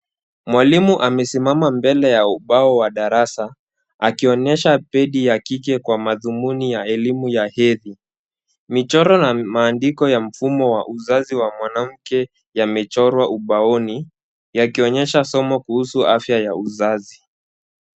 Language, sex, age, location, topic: Swahili, male, 18-24, Kisumu, health